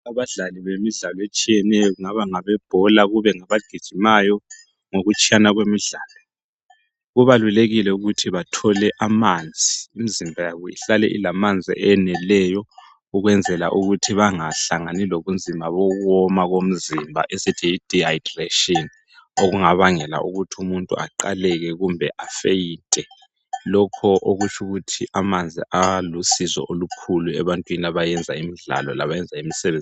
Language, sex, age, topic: North Ndebele, male, 36-49, health